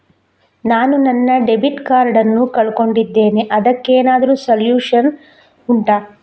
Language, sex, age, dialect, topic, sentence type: Kannada, female, 36-40, Coastal/Dakshin, banking, question